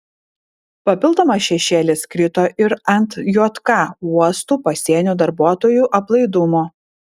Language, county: Lithuanian, Vilnius